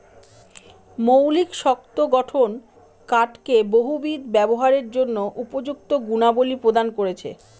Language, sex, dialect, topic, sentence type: Bengali, female, Northern/Varendri, agriculture, statement